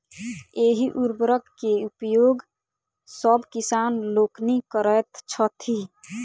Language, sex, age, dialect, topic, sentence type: Maithili, female, 18-24, Southern/Standard, agriculture, statement